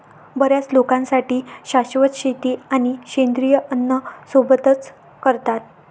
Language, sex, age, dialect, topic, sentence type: Marathi, female, 25-30, Varhadi, agriculture, statement